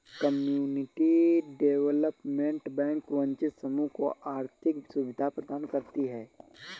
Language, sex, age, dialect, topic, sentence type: Hindi, male, 18-24, Awadhi Bundeli, banking, statement